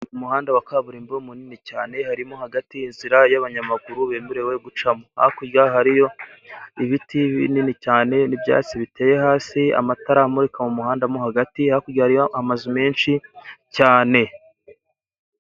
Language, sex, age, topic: Kinyarwanda, male, 18-24, government